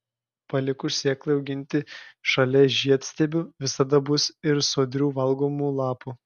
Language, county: Lithuanian, Klaipėda